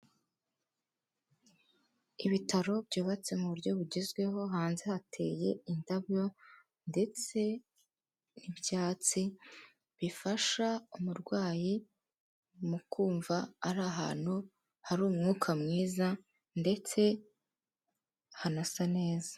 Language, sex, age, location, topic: Kinyarwanda, female, 18-24, Kigali, health